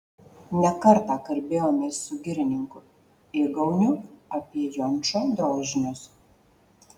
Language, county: Lithuanian, Marijampolė